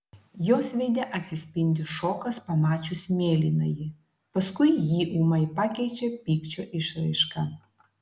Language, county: Lithuanian, Klaipėda